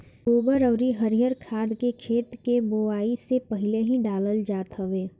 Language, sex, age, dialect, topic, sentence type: Bhojpuri, female, <18, Northern, agriculture, statement